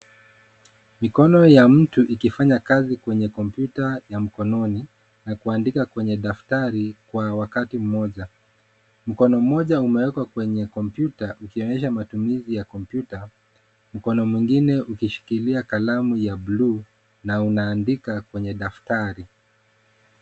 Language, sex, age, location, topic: Swahili, male, 25-35, Nairobi, education